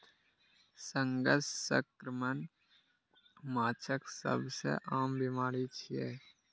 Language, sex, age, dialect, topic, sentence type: Maithili, male, 18-24, Eastern / Thethi, agriculture, statement